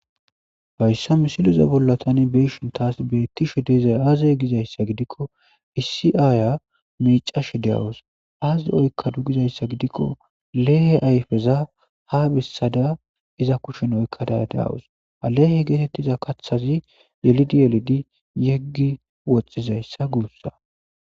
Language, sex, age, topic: Gamo, male, 25-35, agriculture